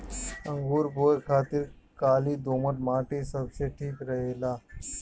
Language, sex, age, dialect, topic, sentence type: Bhojpuri, male, 31-35, Northern, agriculture, statement